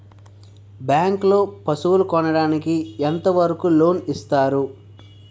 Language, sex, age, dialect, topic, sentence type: Telugu, male, 46-50, Utterandhra, agriculture, question